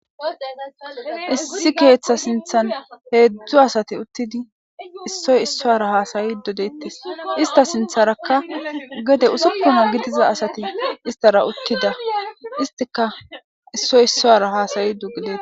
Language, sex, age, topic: Gamo, female, 18-24, government